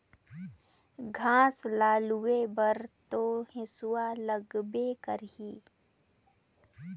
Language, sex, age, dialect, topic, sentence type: Chhattisgarhi, female, 18-24, Northern/Bhandar, agriculture, statement